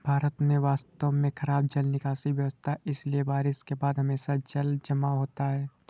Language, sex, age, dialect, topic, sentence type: Hindi, male, 25-30, Awadhi Bundeli, agriculture, statement